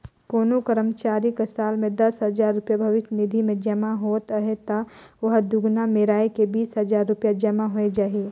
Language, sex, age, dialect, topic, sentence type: Chhattisgarhi, female, 25-30, Northern/Bhandar, banking, statement